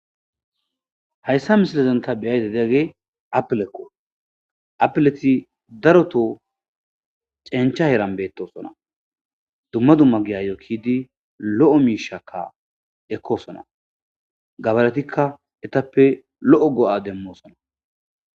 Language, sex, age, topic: Gamo, male, 25-35, agriculture